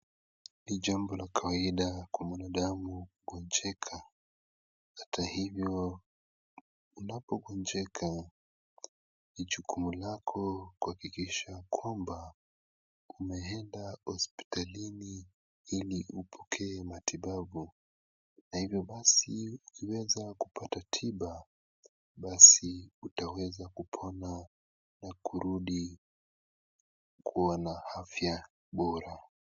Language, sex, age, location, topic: Swahili, male, 18-24, Kisumu, health